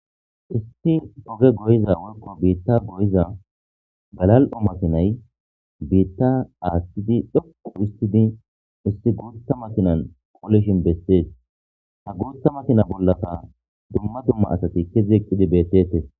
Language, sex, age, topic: Gamo, male, 25-35, government